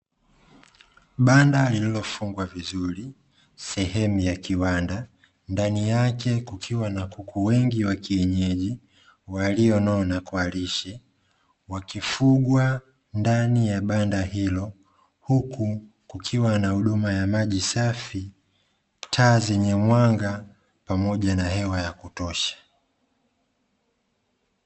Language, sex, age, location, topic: Swahili, male, 25-35, Dar es Salaam, agriculture